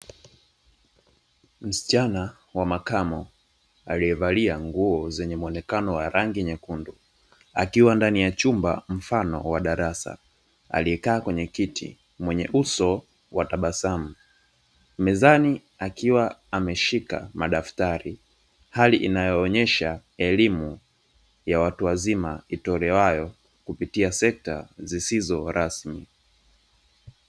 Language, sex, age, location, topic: Swahili, male, 25-35, Dar es Salaam, education